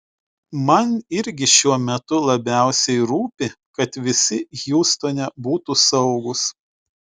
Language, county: Lithuanian, Utena